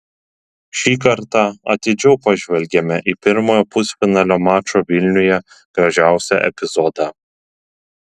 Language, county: Lithuanian, Telšiai